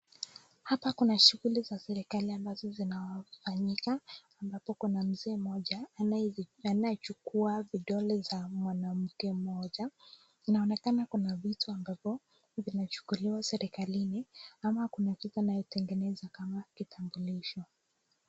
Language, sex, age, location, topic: Swahili, female, 25-35, Nakuru, government